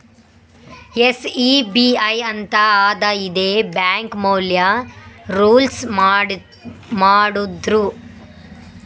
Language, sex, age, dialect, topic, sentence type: Kannada, male, 18-24, Northeastern, banking, statement